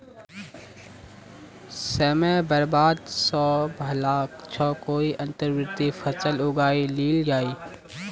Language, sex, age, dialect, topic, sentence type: Magahi, male, 25-30, Northeastern/Surjapuri, agriculture, statement